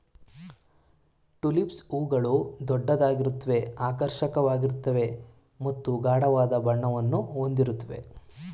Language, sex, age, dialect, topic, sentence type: Kannada, male, 18-24, Mysore Kannada, agriculture, statement